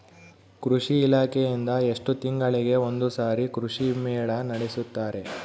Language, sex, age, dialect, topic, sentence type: Kannada, male, 18-24, Central, agriculture, question